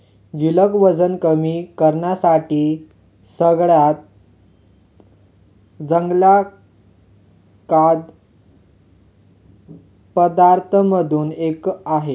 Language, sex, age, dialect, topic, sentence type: Marathi, male, 18-24, Northern Konkan, agriculture, statement